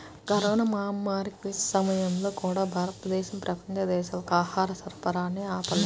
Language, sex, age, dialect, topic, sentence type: Telugu, female, 31-35, Central/Coastal, agriculture, statement